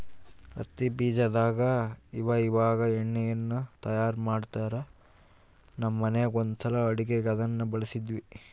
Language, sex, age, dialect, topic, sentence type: Kannada, male, 18-24, Central, agriculture, statement